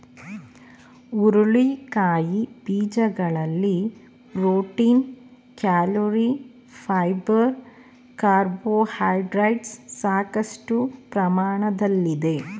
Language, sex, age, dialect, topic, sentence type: Kannada, female, 25-30, Mysore Kannada, agriculture, statement